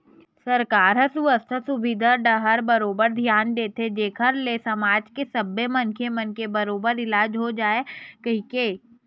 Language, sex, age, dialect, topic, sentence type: Chhattisgarhi, female, 25-30, Western/Budati/Khatahi, banking, statement